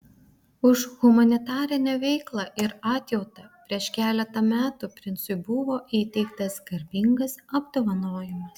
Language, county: Lithuanian, Vilnius